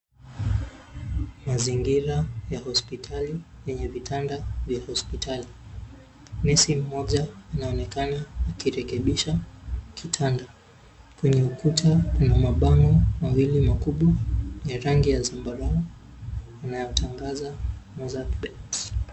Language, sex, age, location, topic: Swahili, male, 18-24, Nairobi, health